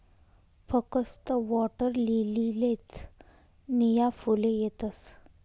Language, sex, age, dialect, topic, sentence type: Marathi, female, 31-35, Northern Konkan, agriculture, statement